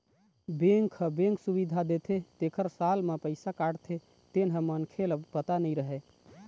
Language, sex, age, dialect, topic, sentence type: Chhattisgarhi, male, 31-35, Eastern, banking, statement